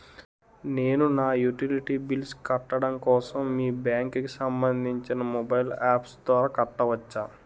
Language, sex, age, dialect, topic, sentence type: Telugu, male, 18-24, Utterandhra, banking, question